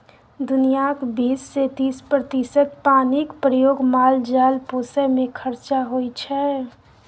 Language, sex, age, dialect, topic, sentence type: Maithili, female, 60-100, Bajjika, agriculture, statement